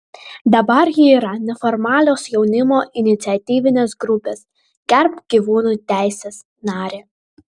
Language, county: Lithuanian, Vilnius